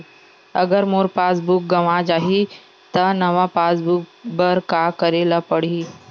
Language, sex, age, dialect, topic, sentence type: Chhattisgarhi, female, 51-55, Western/Budati/Khatahi, banking, question